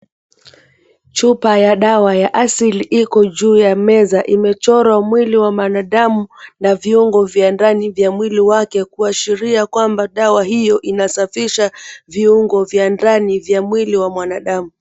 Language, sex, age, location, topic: Swahili, female, 25-35, Mombasa, health